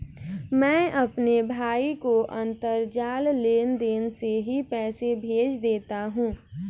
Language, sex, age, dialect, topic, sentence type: Hindi, female, 18-24, Kanauji Braj Bhasha, banking, statement